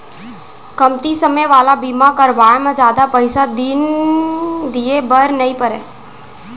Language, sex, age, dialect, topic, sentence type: Chhattisgarhi, female, 18-24, Central, banking, statement